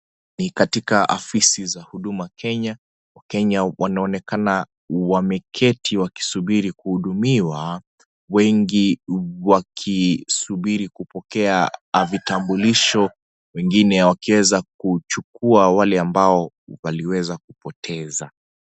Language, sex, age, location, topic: Swahili, male, 25-35, Kisii, government